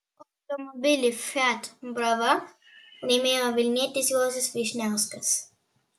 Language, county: Lithuanian, Vilnius